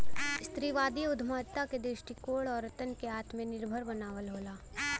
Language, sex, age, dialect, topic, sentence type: Bhojpuri, female, 18-24, Western, banking, statement